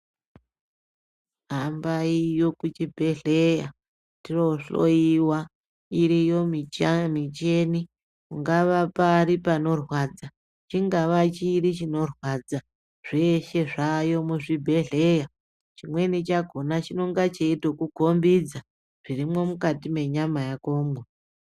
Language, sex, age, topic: Ndau, male, 18-24, health